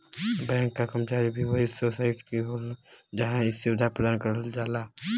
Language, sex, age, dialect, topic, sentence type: Bhojpuri, male, 18-24, Western, banking, statement